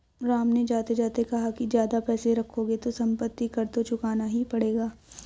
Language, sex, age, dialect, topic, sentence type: Hindi, female, 56-60, Hindustani Malvi Khadi Boli, banking, statement